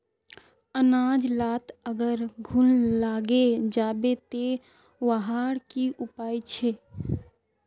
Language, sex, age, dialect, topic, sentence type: Magahi, female, 36-40, Northeastern/Surjapuri, agriculture, question